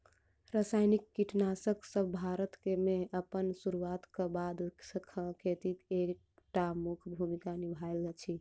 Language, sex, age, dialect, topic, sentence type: Maithili, female, 18-24, Southern/Standard, agriculture, statement